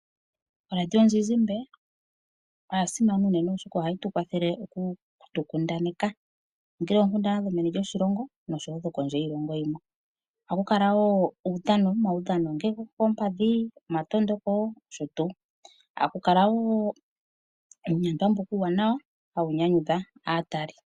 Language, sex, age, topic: Oshiwambo, female, 25-35, finance